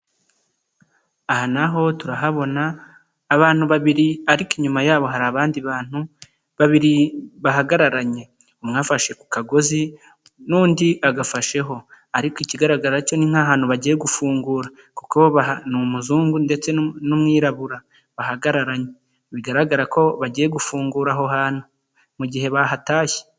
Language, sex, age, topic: Kinyarwanda, male, 25-35, government